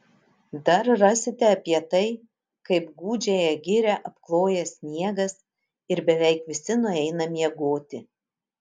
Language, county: Lithuanian, Utena